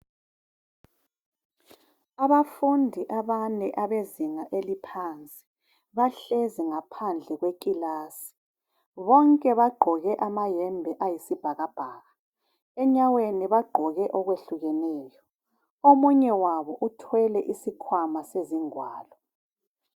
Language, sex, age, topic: North Ndebele, female, 36-49, education